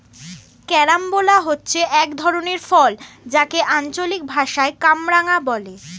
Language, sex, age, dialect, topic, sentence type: Bengali, female, 18-24, Standard Colloquial, agriculture, statement